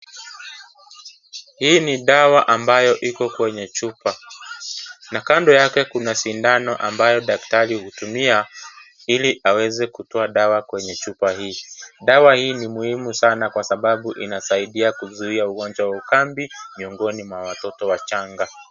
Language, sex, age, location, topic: Swahili, male, 25-35, Kisii, health